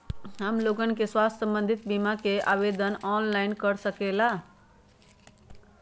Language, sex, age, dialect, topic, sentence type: Magahi, female, 25-30, Western, banking, question